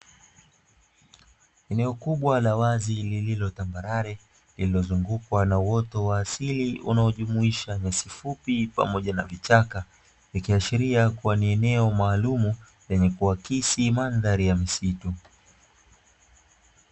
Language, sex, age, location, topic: Swahili, male, 25-35, Dar es Salaam, agriculture